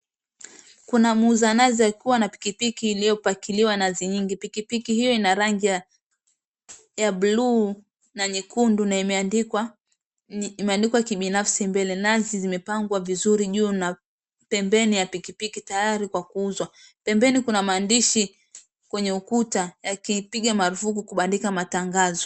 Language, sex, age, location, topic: Swahili, female, 25-35, Mombasa, government